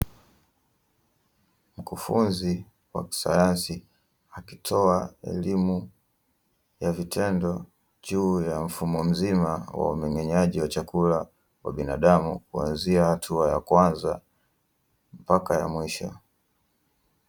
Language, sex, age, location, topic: Swahili, male, 18-24, Dar es Salaam, education